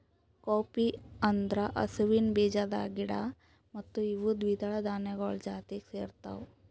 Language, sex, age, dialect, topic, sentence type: Kannada, female, 41-45, Northeastern, agriculture, statement